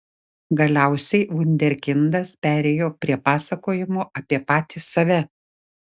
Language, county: Lithuanian, Šiauliai